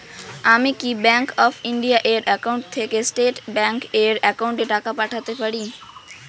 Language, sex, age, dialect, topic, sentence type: Bengali, female, 18-24, Rajbangshi, banking, question